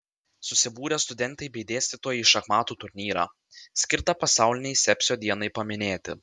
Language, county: Lithuanian, Vilnius